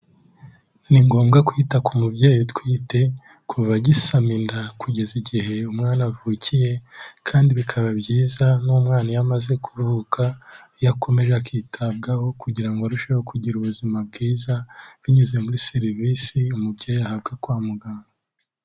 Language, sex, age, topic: Kinyarwanda, male, 18-24, health